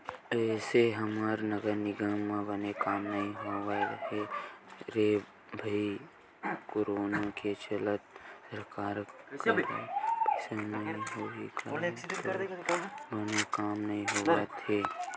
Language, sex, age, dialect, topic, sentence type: Chhattisgarhi, male, 18-24, Western/Budati/Khatahi, banking, statement